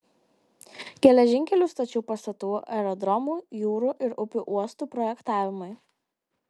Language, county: Lithuanian, Kaunas